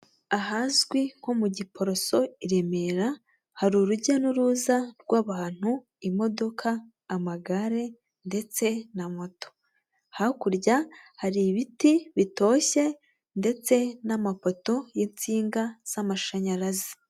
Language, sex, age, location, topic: Kinyarwanda, female, 18-24, Huye, government